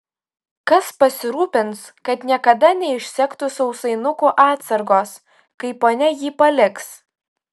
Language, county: Lithuanian, Utena